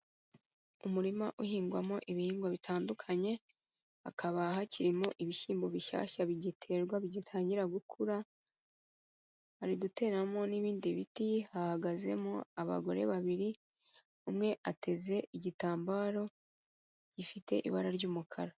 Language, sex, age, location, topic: Kinyarwanda, female, 36-49, Kigali, agriculture